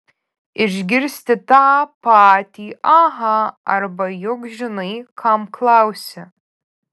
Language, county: Lithuanian, Vilnius